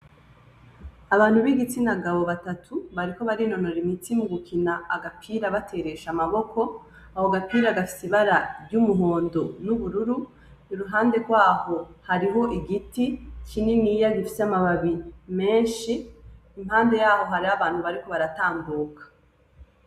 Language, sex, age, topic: Rundi, female, 25-35, education